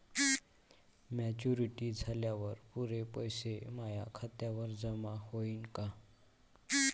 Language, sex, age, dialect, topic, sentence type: Marathi, male, 25-30, Varhadi, banking, question